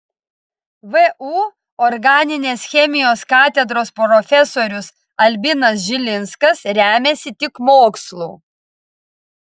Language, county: Lithuanian, Vilnius